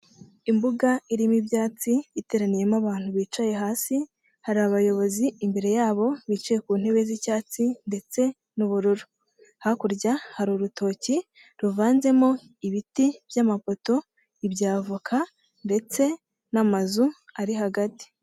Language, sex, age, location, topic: Kinyarwanda, female, 18-24, Nyagatare, government